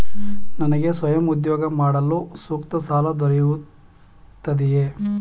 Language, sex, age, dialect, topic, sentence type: Kannada, male, 31-35, Mysore Kannada, banking, question